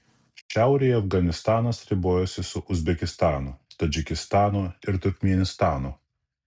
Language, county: Lithuanian, Kaunas